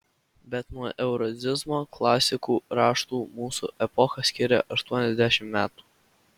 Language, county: Lithuanian, Vilnius